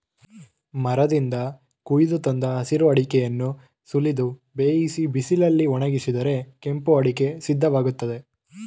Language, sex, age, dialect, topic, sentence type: Kannada, male, 18-24, Mysore Kannada, agriculture, statement